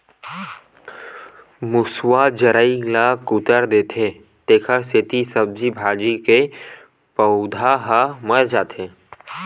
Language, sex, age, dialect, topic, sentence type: Chhattisgarhi, male, 18-24, Western/Budati/Khatahi, agriculture, statement